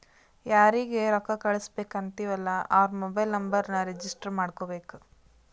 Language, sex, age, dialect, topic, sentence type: Kannada, female, 18-24, Northeastern, banking, statement